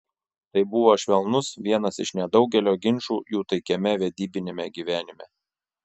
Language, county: Lithuanian, Šiauliai